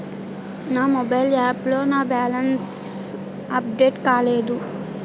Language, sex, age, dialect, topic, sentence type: Telugu, female, 18-24, Utterandhra, banking, statement